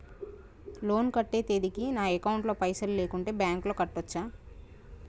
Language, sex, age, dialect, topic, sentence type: Telugu, female, 31-35, Telangana, banking, question